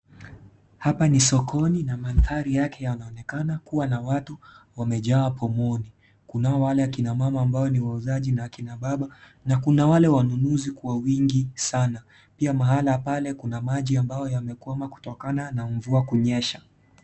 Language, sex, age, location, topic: Swahili, male, 18-24, Kisii, finance